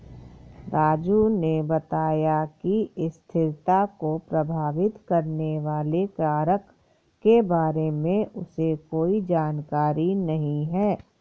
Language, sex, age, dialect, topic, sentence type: Hindi, female, 51-55, Awadhi Bundeli, agriculture, statement